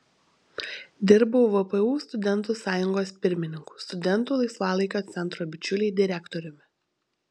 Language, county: Lithuanian, Šiauliai